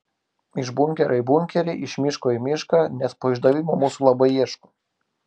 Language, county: Lithuanian, Klaipėda